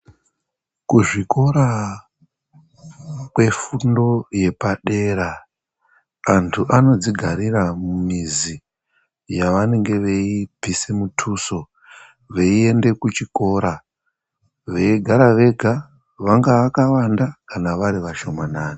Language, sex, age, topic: Ndau, male, 36-49, education